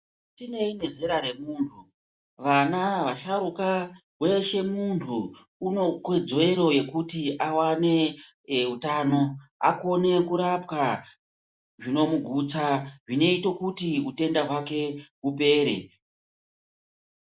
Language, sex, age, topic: Ndau, male, 36-49, health